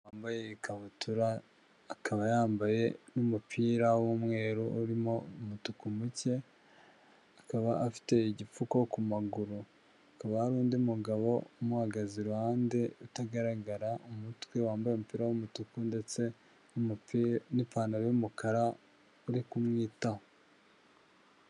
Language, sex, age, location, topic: Kinyarwanda, male, 36-49, Huye, health